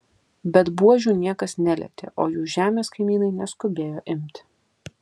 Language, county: Lithuanian, Kaunas